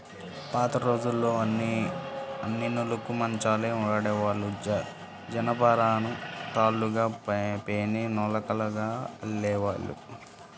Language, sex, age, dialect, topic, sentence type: Telugu, male, 18-24, Central/Coastal, agriculture, statement